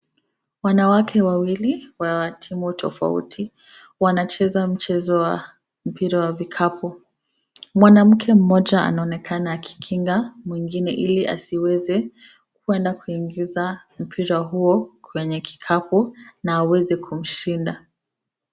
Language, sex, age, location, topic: Swahili, female, 25-35, Nakuru, government